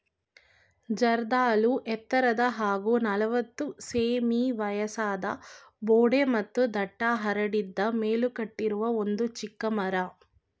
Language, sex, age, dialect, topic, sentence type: Kannada, female, 25-30, Mysore Kannada, agriculture, statement